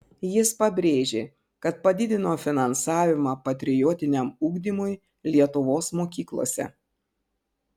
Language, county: Lithuanian, Panevėžys